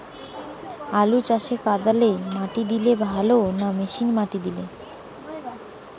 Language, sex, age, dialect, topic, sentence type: Bengali, female, 18-24, Western, agriculture, question